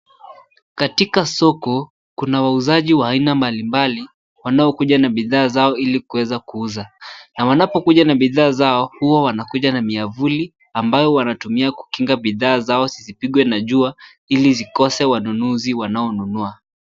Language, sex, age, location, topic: Swahili, male, 18-24, Nairobi, finance